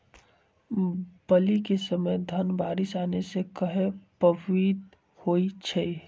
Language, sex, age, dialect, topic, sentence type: Magahi, male, 60-100, Western, agriculture, question